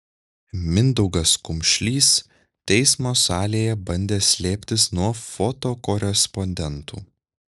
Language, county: Lithuanian, Šiauliai